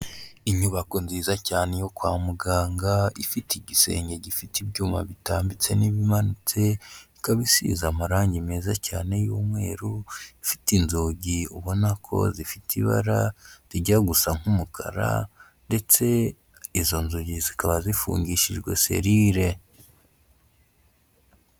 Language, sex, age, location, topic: Kinyarwanda, female, 18-24, Huye, health